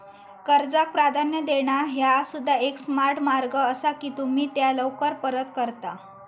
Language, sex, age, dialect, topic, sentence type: Marathi, female, 18-24, Southern Konkan, banking, statement